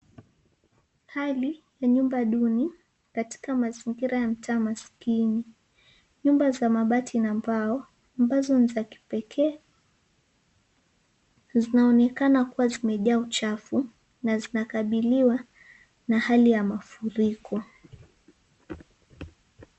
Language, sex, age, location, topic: Swahili, female, 18-24, Mombasa, health